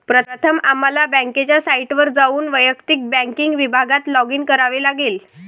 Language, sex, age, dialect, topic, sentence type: Marathi, female, 18-24, Varhadi, banking, statement